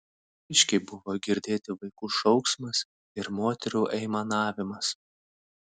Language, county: Lithuanian, Vilnius